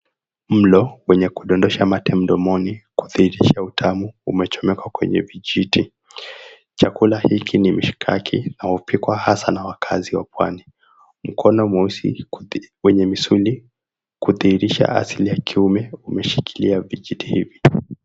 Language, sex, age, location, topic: Swahili, male, 18-24, Mombasa, agriculture